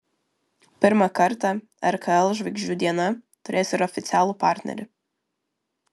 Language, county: Lithuanian, Vilnius